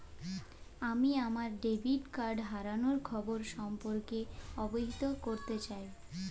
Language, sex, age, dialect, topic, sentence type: Bengali, female, 18-24, Jharkhandi, banking, statement